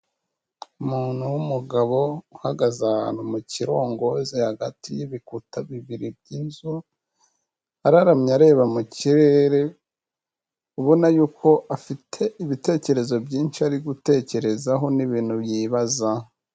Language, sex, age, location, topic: Kinyarwanda, male, 25-35, Kigali, health